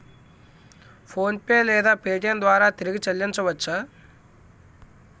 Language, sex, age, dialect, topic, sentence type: Telugu, male, 18-24, Utterandhra, banking, question